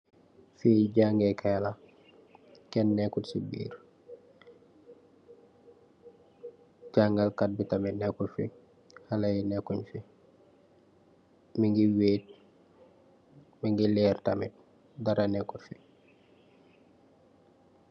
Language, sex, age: Wolof, male, 18-24